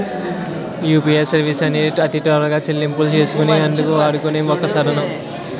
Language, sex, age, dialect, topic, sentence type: Telugu, male, 18-24, Utterandhra, banking, statement